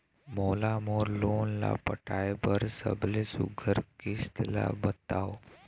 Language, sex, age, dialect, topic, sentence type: Chhattisgarhi, male, 18-24, Eastern, banking, question